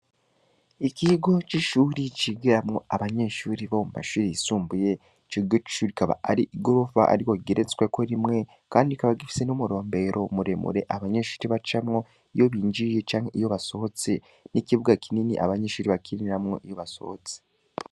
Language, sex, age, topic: Rundi, male, 18-24, education